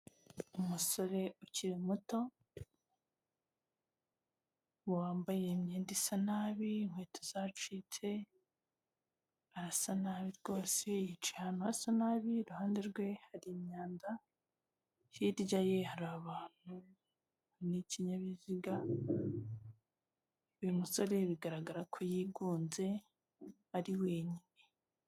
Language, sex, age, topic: Kinyarwanda, female, 18-24, health